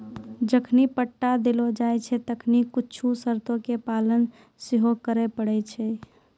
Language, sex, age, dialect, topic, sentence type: Maithili, female, 18-24, Angika, banking, statement